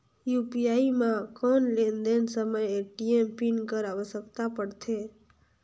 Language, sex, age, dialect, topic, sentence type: Chhattisgarhi, female, 46-50, Northern/Bhandar, banking, question